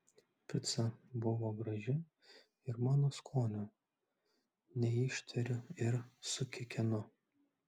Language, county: Lithuanian, Klaipėda